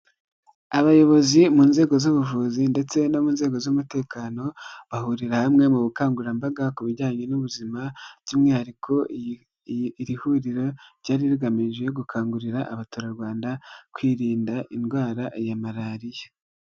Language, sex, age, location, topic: Kinyarwanda, female, 18-24, Nyagatare, health